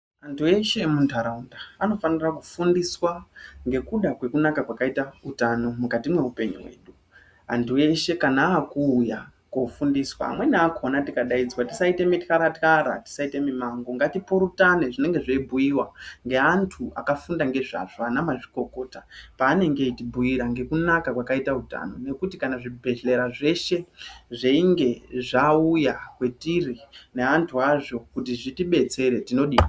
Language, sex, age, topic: Ndau, female, 36-49, health